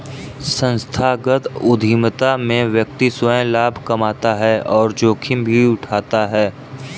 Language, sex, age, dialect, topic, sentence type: Hindi, male, 25-30, Kanauji Braj Bhasha, banking, statement